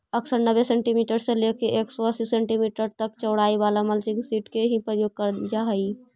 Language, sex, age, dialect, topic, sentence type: Magahi, female, 25-30, Central/Standard, agriculture, statement